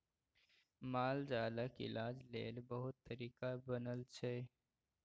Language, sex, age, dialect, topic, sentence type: Maithili, male, 18-24, Bajjika, agriculture, statement